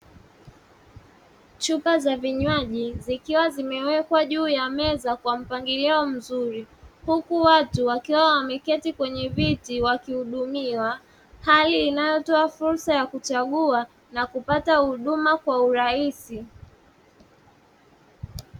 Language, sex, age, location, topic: Swahili, male, 25-35, Dar es Salaam, finance